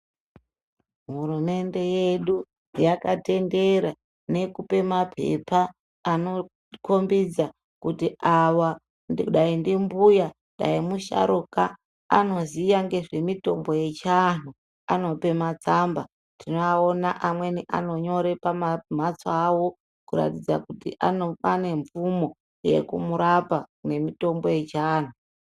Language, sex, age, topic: Ndau, male, 36-49, health